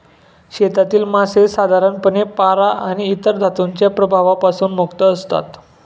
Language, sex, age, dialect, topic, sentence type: Marathi, male, 18-24, Standard Marathi, agriculture, statement